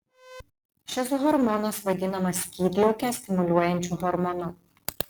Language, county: Lithuanian, Panevėžys